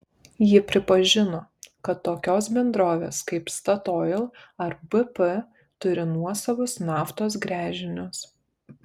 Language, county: Lithuanian, Kaunas